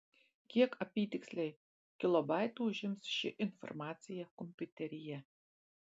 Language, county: Lithuanian, Marijampolė